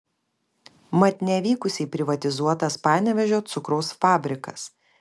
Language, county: Lithuanian, Kaunas